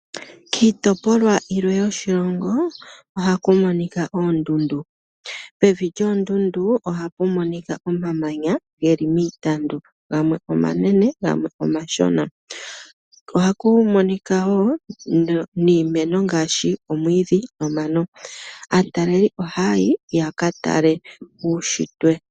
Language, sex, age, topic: Oshiwambo, female, 25-35, agriculture